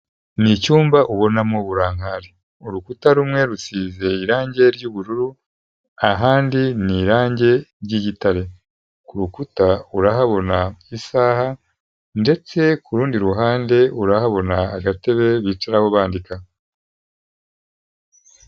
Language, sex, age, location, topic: Kinyarwanda, male, 50+, Kigali, health